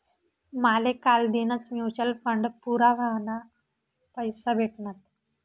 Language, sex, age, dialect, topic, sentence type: Marathi, female, 18-24, Northern Konkan, banking, statement